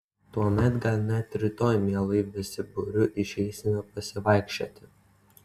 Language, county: Lithuanian, Utena